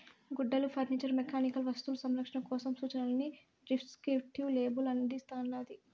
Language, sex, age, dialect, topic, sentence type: Telugu, female, 56-60, Southern, banking, statement